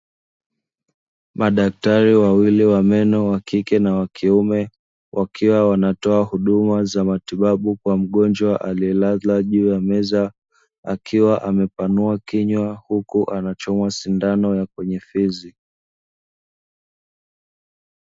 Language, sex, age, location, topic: Swahili, male, 25-35, Dar es Salaam, health